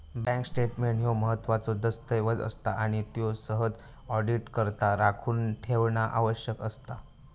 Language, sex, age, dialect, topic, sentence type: Marathi, male, 18-24, Southern Konkan, banking, statement